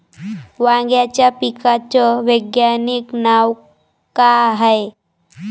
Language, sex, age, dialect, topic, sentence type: Marathi, female, 18-24, Varhadi, agriculture, question